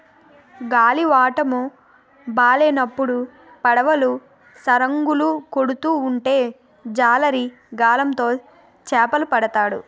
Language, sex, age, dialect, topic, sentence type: Telugu, female, 18-24, Utterandhra, agriculture, statement